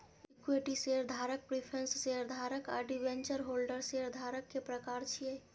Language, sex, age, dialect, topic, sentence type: Maithili, female, 25-30, Eastern / Thethi, banking, statement